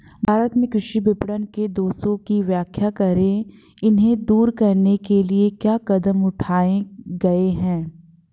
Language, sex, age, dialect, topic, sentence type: Hindi, female, 25-30, Hindustani Malvi Khadi Boli, agriculture, question